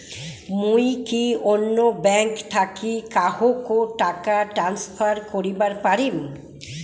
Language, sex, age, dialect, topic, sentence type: Bengali, female, 60-100, Rajbangshi, banking, statement